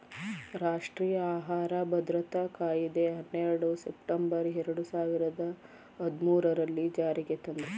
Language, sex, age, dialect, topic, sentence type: Kannada, female, 31-35, Mysore Kannada, agriculture, statement